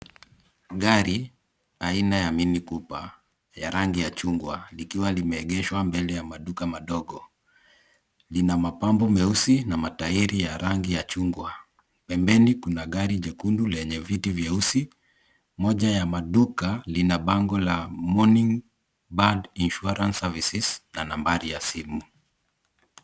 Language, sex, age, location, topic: Swahili, male, 18-24, Nairobi, finance